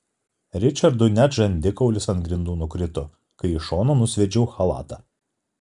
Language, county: Lithuanian, Kaunas